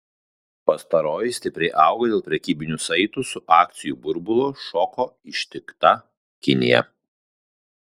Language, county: Lithuanian, Kaunas